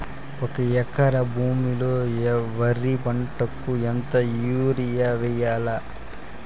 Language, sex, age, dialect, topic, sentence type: Telugu, male, 18-24, Southern, agriculture, question